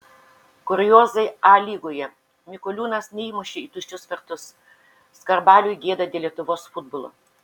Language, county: Lithuanian, Šiauliai